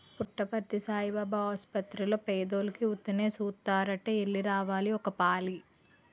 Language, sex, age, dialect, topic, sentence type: Telugu, female, 18-24, Utterandhra, banking, statement